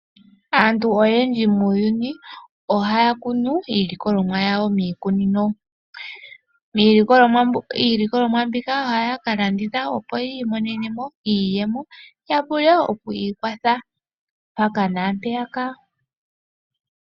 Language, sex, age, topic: Oshiwambo, female, 18-24, agriculture